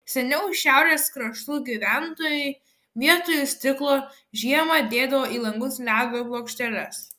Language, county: Lithuanian, Kaunas